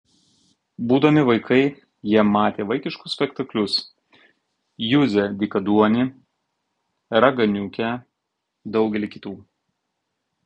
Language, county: Lithuanian, Tauragė